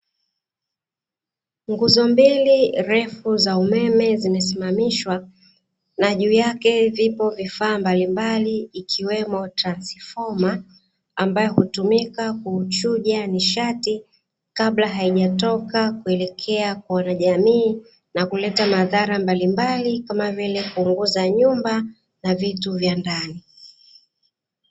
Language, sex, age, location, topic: Swahili, female, 36-49, Dar es Salaam, government